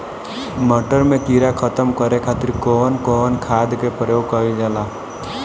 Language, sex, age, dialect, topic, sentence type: Bhojpuri, male, 18-24, Northern, agriculture, question